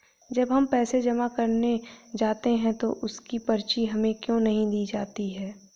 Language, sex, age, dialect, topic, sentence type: Hindi, female, 18-24, Awadhi Bundeli, banking, question